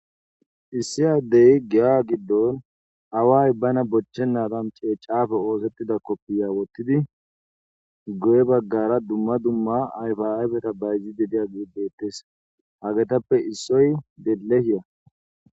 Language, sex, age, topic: Gamo, male, 18-24, agriculture